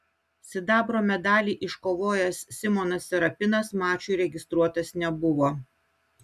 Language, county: Lithuanian, Utena